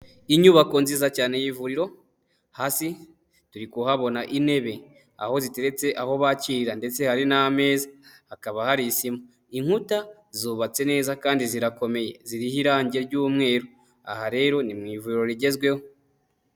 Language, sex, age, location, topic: Kinyarwanda, male, 18-24, Huye, health